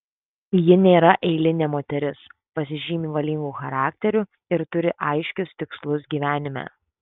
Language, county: Lithuanian, Kaunas